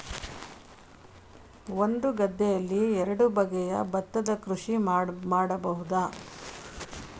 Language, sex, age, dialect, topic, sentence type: Kannada, female, 18-24, Coastal/Dakshin, agriculture, question